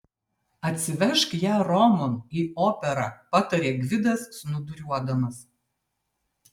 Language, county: Lithuanian, Vilnius